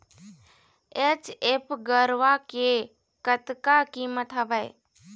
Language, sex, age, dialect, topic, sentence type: Chhattisgarhi, female, 18-24, Eastern, agriculture, question